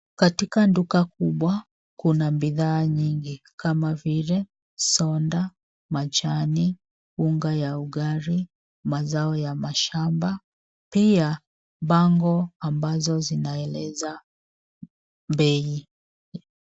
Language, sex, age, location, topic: Swahili, female, 36-49, Nairobi, finance